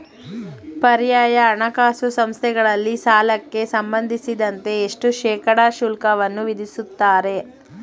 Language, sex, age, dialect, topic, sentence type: Kannada, female, 25-30, Mysore Kannada, banking, question